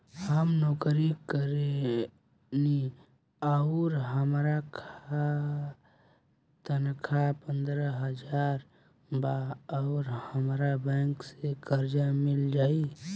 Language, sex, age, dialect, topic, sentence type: Bhojpuri, male, 18-24, Southern / Standard, banking, question